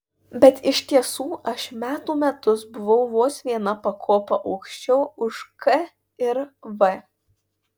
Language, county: Lithuanian, Panevėžys